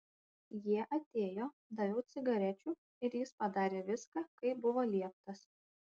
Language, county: Lithuanian, Panevėžys